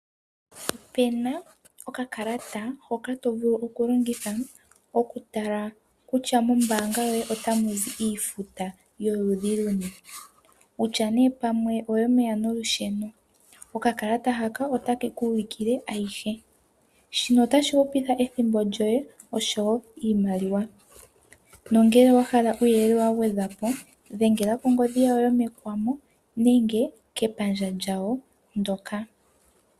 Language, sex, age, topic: Oshiwambo, female, 18-24, finance